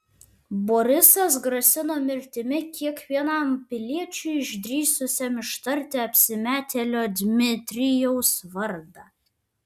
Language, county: Lithuanian, Vilnius